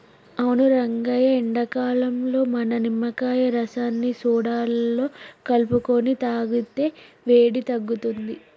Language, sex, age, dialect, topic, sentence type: Telugu, female, 18-24, Telangana, agriculture, statement